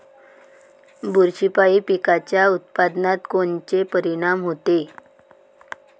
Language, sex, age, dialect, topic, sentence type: Marathi, female, 36-40, Varhadi, agriculture, question